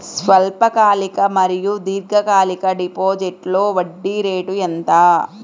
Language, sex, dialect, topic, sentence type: Telugu, female, Central/Coastal, banking, question